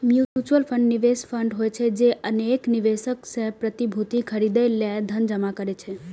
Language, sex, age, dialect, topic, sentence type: Maithili, female, 25-30, Eastern / Thethi, banking, statement